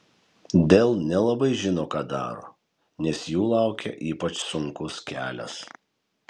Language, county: Lithuanian, Kaunas